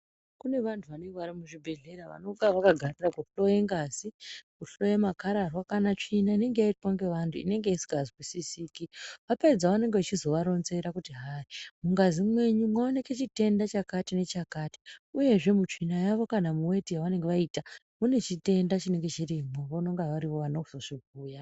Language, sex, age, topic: Ndau, female, 36-49, health